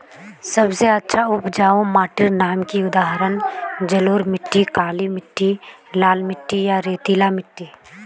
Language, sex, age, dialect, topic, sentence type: Magahi, female, 18-24, Northeastern/Surjapuri, agriculture, question